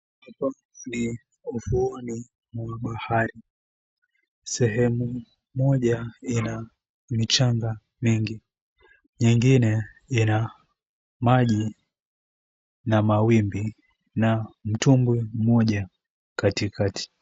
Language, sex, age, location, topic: Swahili, female, 18-24, Mombasa, government